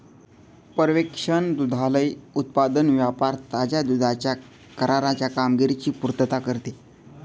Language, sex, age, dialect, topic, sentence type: Marathi, male, 18-24, Northern Konkan, agriculture, statement